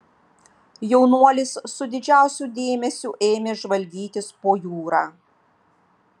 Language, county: Lithuanian, Vilnius